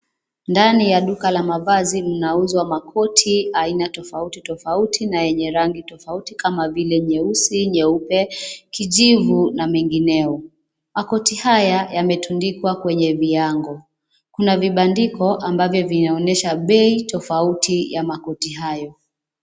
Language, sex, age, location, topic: Swahili, female, 25-35, Nairobi, finance